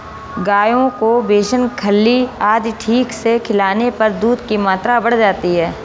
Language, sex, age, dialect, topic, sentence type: Hindi, female, 36-40, Marwari Dhudhari, agriculture, statement